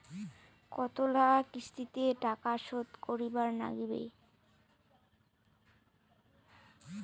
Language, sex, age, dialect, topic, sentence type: Bengali, female, 18-24, Rajbangshi, banking, question